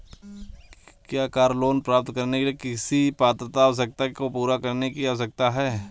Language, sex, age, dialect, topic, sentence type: Hindi, male, 25-30, Marwari Dhudhari, banking, question